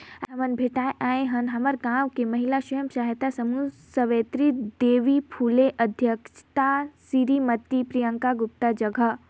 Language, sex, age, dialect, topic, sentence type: Chhattisgarhi, female, 18-24, Northern/Bhandar, banking, statement